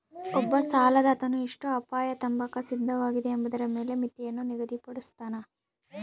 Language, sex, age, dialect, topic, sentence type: Kannada, female, 18-24, Central, banking, statement